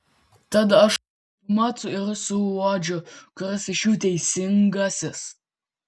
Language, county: Lithuanian, Vilnius